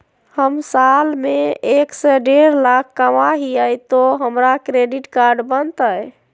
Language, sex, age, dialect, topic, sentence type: Magahi, female, 51-55, Southern, banking, question